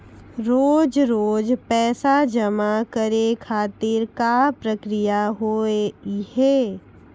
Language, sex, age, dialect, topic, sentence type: Maithili, female, 41-45, Angika, banking, question